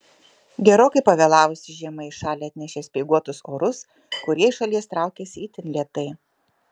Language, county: Lithuanian, Kaunas